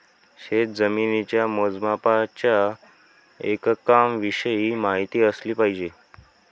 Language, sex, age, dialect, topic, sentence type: Marathi, male, 18-24, Varhadi, agriculture, statement